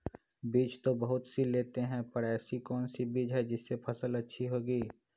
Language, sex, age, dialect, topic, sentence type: Magahi, male, 25-30, Western, agriculture, question